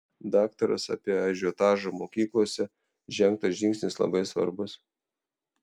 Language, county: Lithuanian, Telšiai